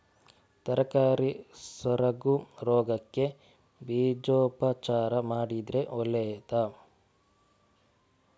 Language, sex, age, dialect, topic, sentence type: Kannada, male, 41-45, Coastal/Dakshin, agriculture, question